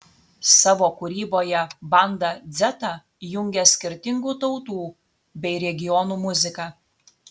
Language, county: Lithuanian, Telšiai